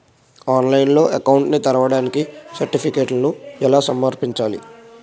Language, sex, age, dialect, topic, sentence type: Telugu, male, 51-55, Utterandhra, banking, question